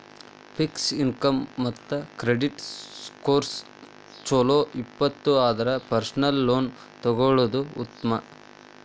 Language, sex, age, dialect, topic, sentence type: Kannada, male, 18-24, Dharwad Kannada, banking, statement